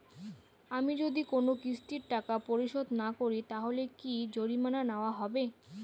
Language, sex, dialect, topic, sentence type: Bengali, female, Rajbangshi, banking, question